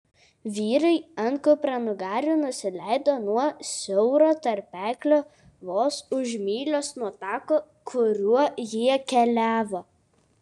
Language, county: Lithuanian, Kaunas